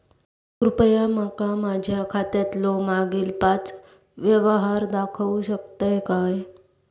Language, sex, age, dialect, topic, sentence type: Marathi, female, 31-35, Southern Konkan, banking, statement